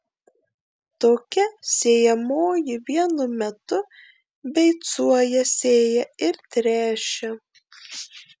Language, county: Lithuanian, Marijampolė